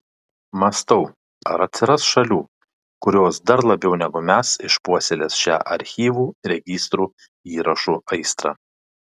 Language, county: Lithuanian, Panevėžys